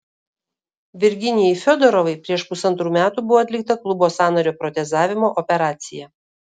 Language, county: Lithuanian, Kaunas